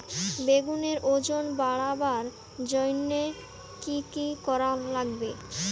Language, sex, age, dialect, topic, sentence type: Bengali, female, 18-24, Rajbangshi, agriculture, question